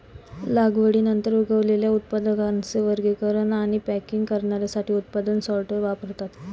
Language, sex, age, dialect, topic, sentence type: Marathi, female, 18-24, Standard Marathi, agriculture, statement